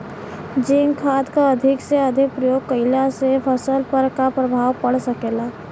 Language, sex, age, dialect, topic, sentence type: Bhojpuri, female, 18-24, Western, agriculture, question